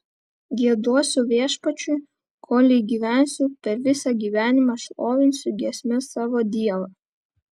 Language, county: Lithuanian, Vilnius